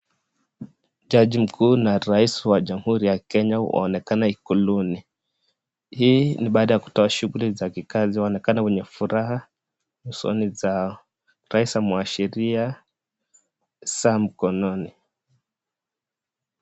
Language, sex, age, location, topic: Swahili, male, 25-35, Nakuru, government